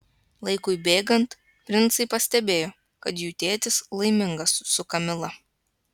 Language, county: Lithuanian, Klaipėda